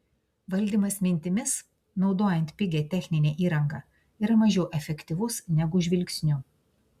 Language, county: Lithuanian, Klaipėda